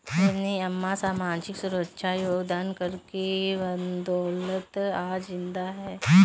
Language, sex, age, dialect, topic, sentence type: Hindi, female, 25-30, Kanauji Braj Bhasha, banking, statement